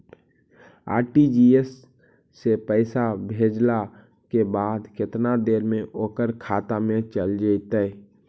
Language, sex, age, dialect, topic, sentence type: Magahi, male, 18-24, Central/Standard, banking, question